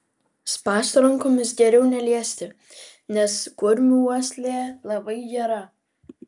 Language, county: Lithuanian, Vilnius